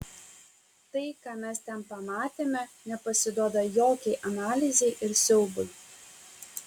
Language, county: Lithuanian, Kaunas